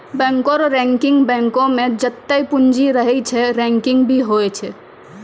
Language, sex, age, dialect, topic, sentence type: Maithili, female, 25-30, Angika, banking, statement